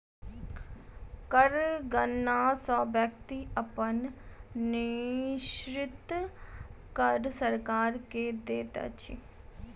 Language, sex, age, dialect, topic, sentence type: Maithili, female, 18-24, Southern/Standard, banking, statement